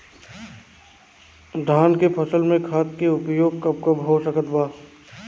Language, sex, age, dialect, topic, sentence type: Bhojpuri, male, 25-30, Southern / Standard, agriculture, question